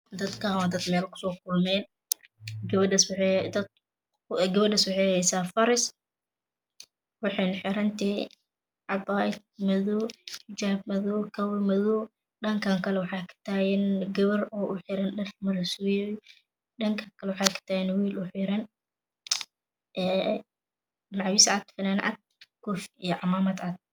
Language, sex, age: Somali, female, 18-24